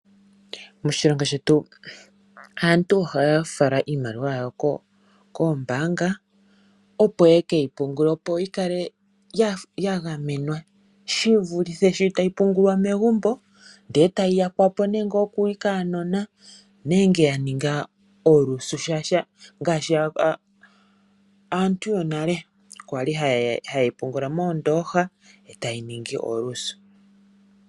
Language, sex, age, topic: Oshiwambo, female, 25-35, finance